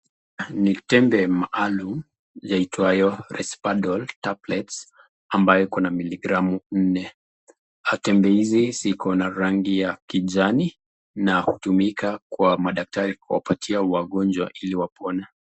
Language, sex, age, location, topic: Swahili, male, 25-35, Nakuru, health